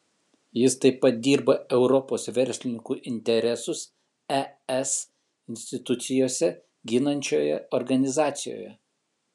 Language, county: Lithuanian, Kaunas